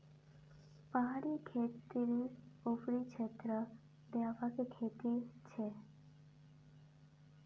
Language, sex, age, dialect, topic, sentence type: Magahi, female, 18-24, Northeastern/Surjapuri, agriculture, statement